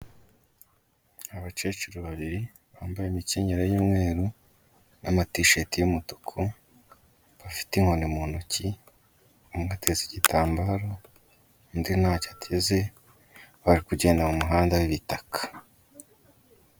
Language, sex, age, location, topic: Kinyarwanda, male, 25-35, Kigali, health